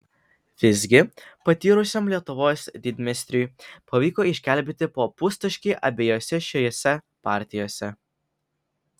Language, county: Lithuanian, Vilnius